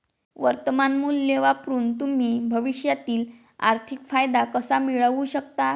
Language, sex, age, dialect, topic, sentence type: Marathi, female, 25-30, Varhadi, banking, statement